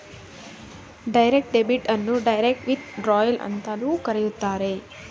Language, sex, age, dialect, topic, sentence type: Kannada, female, 25-30, Mysore Kannada, banking, statement